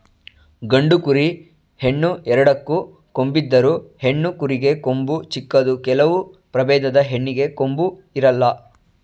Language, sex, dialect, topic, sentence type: Kannada, male, Mysore Kannada, agriculture, statement